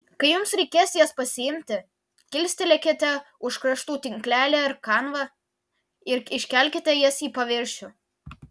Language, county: Lithuanian, Vilnius